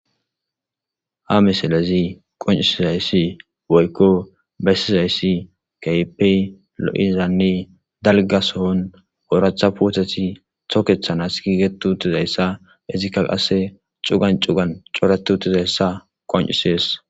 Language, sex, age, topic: Gamo, male, 18-24, agriculture